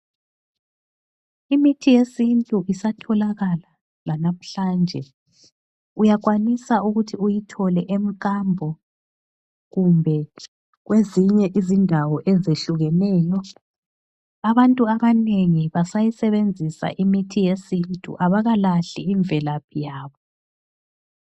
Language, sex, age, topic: North Ndebele, female, 36-49, health